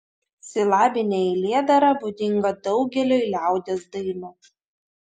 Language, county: Lithuanian, Vilnius